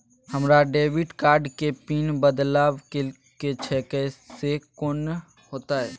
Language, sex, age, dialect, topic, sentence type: Maithili, male, 18-24, Bajjika, banking, question